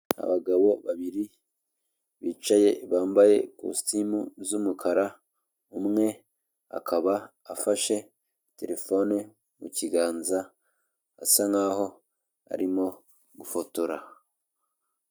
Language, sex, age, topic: Kinyarwanda, male, 25-35, government